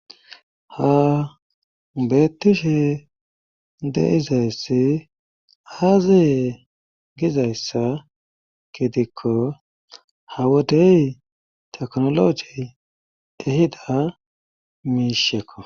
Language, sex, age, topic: Gamo, male, 36-49, government